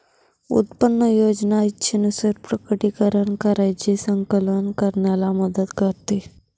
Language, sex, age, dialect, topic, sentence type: Marathi, female, 18-24, Northern Konkan, banking, statement